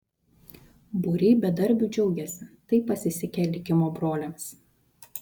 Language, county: Lithuanian, Vilnius